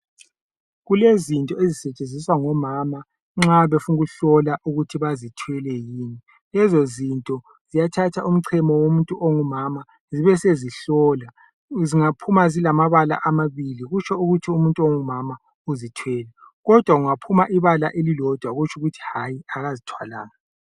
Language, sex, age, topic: North Ndebele, male, 25-35, health